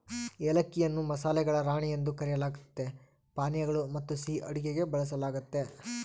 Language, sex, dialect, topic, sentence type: Kannada, male, Central, agriculture, statement